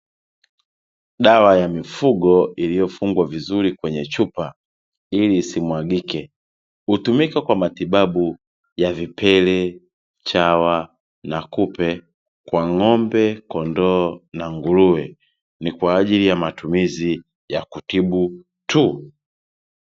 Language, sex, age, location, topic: Swahili, male, 36-49, Dar es Salaam, agriculture